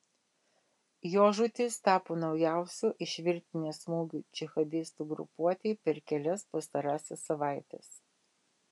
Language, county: Lithuanian, Vilnius